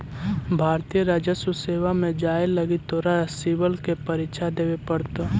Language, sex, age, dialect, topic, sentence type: Magahi, male, 18-24, Central/Standard, agriculture, statement